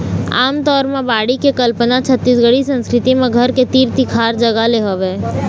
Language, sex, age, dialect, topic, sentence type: Chhattisgarhi, female, 18-24, Eastern, agriculture, statement